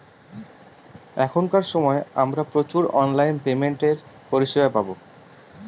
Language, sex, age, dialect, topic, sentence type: Bengali, male, 31-35, Northern/Varendri, banking, statement